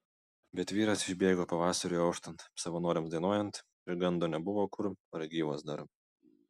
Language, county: Lithuanian, Vilnius